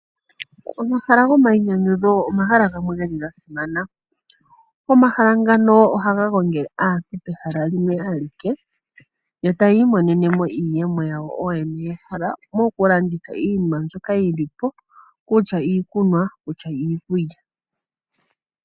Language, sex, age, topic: Oshiwambo, female, 25-35, agriculture